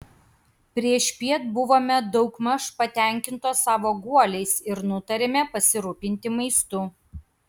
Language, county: Lithuanian, Kaunas